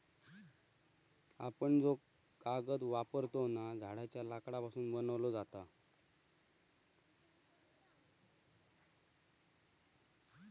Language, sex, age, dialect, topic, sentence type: Marathi, male, 31-35, Southern Konkan, agriculture, statement